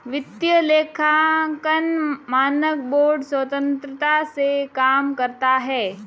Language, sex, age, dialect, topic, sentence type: Hindi, female, 18-24, Marwari Dhudhari, banking, statement